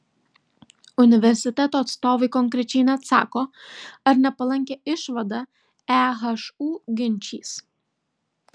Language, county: Lithuanian, Vilnius